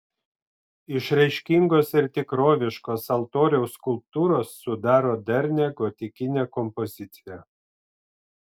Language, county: Lithuanian, Vilnius